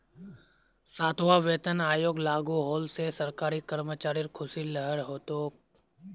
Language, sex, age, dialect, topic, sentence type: Magahi, male, 18-24, Northeastern/Surjapuri, banking, statement